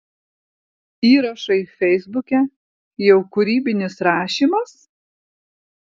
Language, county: Lithuanian, Vilnius